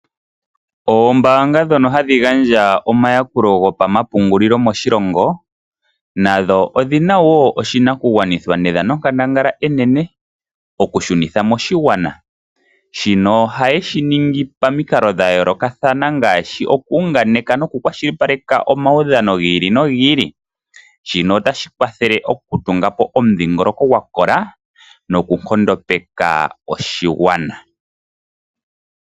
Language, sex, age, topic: Oshiwambo, male, 25-35, finance